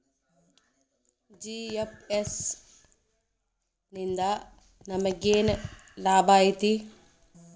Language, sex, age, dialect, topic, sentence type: Kannada, female, 25-30, Dharwad Kannada, banking, statement